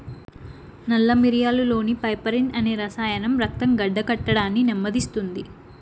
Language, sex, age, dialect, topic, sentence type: Telugu, female, 18-24, Southern, agriculture, statement